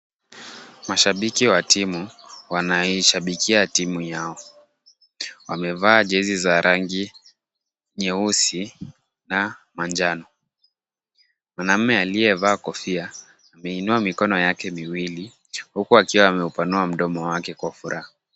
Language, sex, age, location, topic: Swahili, male, 25-35, Kisumu, government